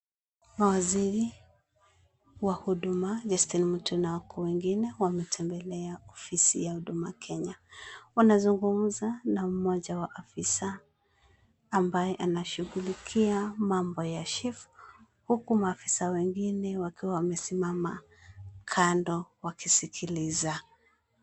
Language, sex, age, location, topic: Swahili, female, 25-35, Kisumu, government